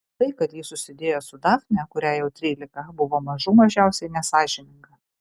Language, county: Lithuanian, Kaunas